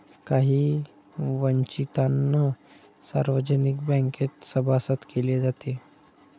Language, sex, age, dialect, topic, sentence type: Marathi, male, 25-30, Standard Marathi, banking, statement